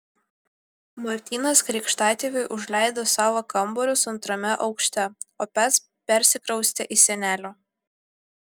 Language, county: Lithuanian, Vilnius